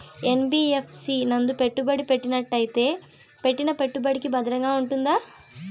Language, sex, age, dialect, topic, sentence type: Telugu, female, 18-24, Southern, banking, question